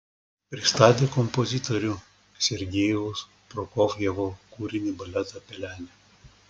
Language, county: Lithuanian, Klaipėda